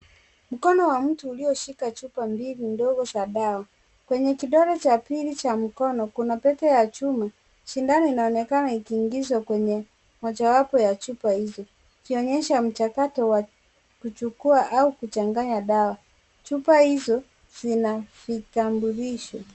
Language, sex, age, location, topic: Swahili, female, 18-24, Kisumu, health